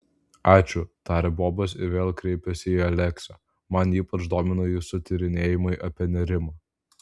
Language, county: Lithuanian, Vilnius